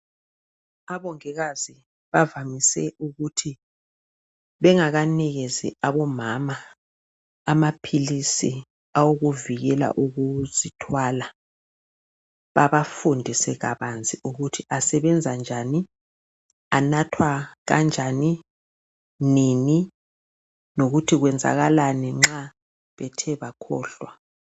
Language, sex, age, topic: North Ndebele, male, 36-49, health